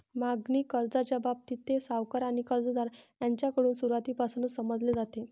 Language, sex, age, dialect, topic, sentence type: Marathi, female, 25-30, Varhadi, banking, statement